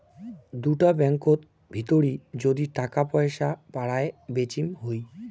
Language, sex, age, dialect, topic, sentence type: Bengali, male, <18, Rajbangshi, banking, statement